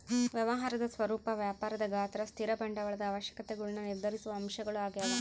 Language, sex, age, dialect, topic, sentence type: Kannada, female, 25-30, Central, banking, statement